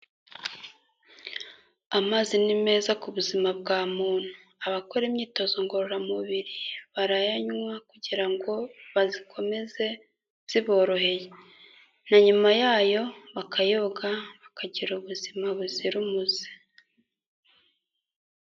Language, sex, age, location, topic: Kinyarwanda, female, 18-24, Kigali, health